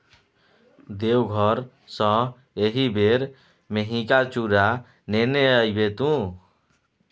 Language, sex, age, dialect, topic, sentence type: Maithili, male, 25-30, Bajjika, agriculture, statement